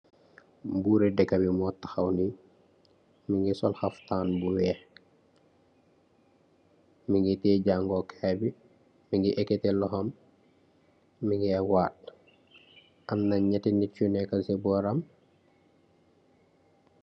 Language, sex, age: Wolof, male, 18-24